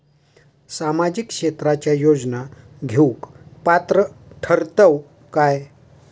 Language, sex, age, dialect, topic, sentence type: Marathi, male, 60-100, Southern Konkan, banking, question